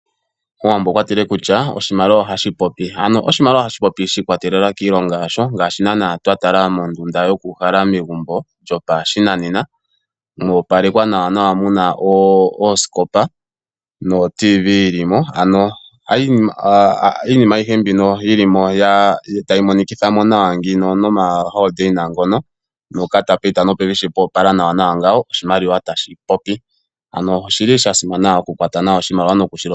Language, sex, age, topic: Oshiwambo, male, 25-35, finance